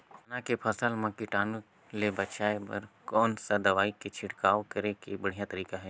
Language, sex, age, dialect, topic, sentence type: Chhattisgarhi, male, 18-24, Northern/Bhandar, agriculture, question